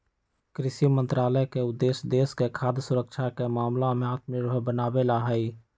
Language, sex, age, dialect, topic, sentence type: Magahi, male, 25-30, Western, agriculture, statement